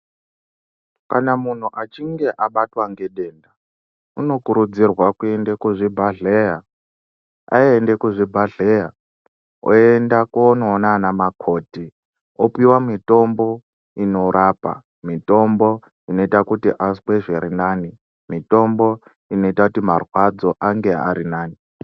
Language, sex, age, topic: Ndau, male, 18-24, health